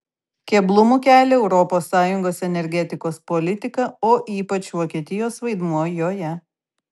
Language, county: Lithuanian, Kaunas